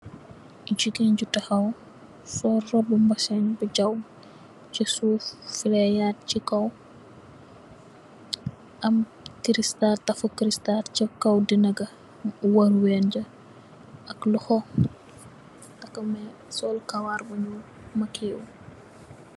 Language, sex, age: Wolof, female, 18-24